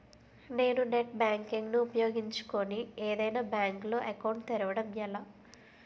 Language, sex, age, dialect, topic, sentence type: Telugu, female, 25-30, Utterandhra, banking, question